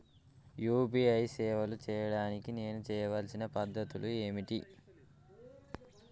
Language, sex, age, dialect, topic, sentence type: Telugu, male, 18-24, Telangana, banking, question